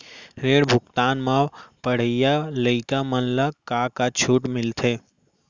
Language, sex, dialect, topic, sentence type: Chhattisgarhi, male, Central, banking, question